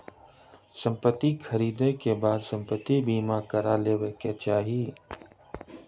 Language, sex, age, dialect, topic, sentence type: Maithili, male, 25-30, Southern/Standard, banking, statement